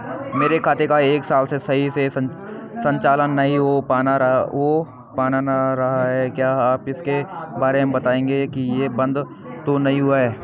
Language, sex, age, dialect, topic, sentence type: Hindi, male, 18-24, Garhwali, banking, question